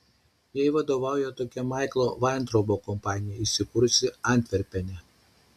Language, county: Lithuanian, Šiauliai